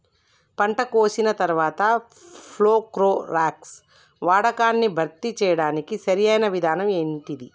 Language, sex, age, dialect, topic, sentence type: Telugu, female, 25-30, Telangana, agriculture, question